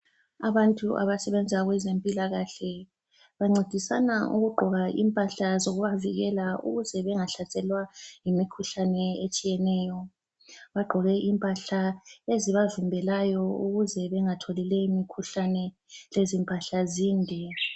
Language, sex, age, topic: North Ndebele, female, 36-49, health